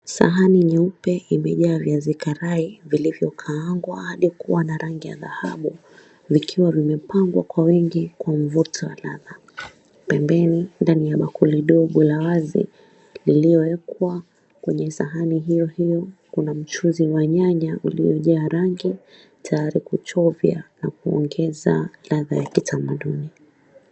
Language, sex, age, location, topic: Swahili, female, 25-35, Mombasa, agriculture